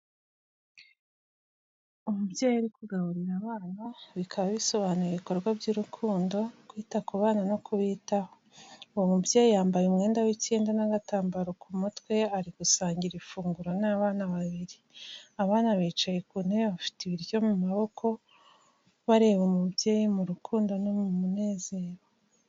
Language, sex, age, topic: Kinyarwanda, female, 25-35, education